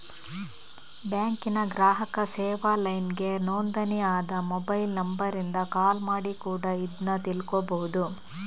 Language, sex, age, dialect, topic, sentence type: Kannada, female, 25-30, Coastal/Dakshin, banking, statement